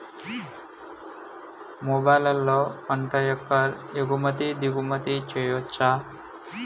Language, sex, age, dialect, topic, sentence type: Telugu, male, 25-30, Telangana, agriculture, question